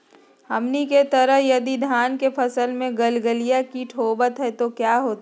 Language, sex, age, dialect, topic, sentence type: Magahi, female, 36-40, Southern, agriculture, question